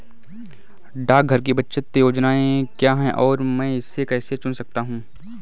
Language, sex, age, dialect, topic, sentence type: Hindi, male, 18-24, Awadhi Bundeli, banking, question